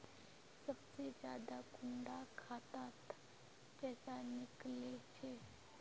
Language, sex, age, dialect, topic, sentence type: Magahi, female, 51-55, Northeastern/Surjapuri, banking, question